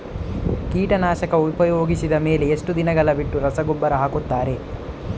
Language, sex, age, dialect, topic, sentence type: Kannada, male, 18-24, Coastal/Dakshin, agriculture, question